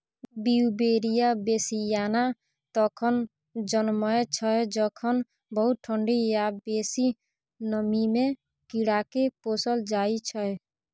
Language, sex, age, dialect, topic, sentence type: Maithili, female, 41-45, Bajjika, agriculture, statement